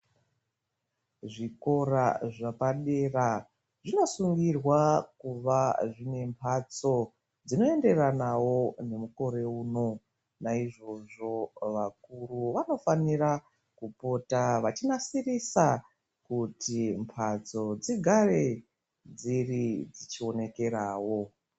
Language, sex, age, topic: Ndau, female, 36-49, education